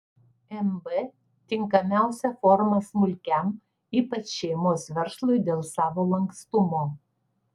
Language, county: Lithuanian, Vilnius